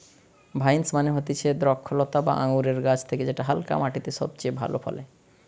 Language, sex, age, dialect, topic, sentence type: Bengali, male, 31-35, Western, agriculture, statement